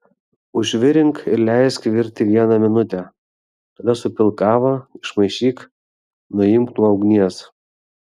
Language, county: Lithuanian, Vilnius